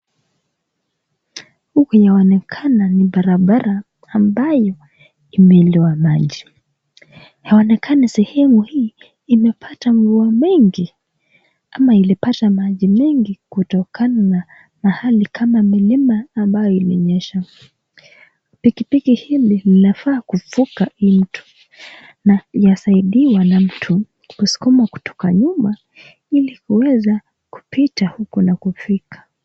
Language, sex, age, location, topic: Swahili, female, 18-24, Nakuru, health